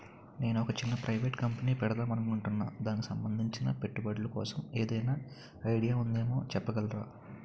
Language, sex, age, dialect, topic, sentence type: Telugu, male, 18-24, Utterandhra, banking, question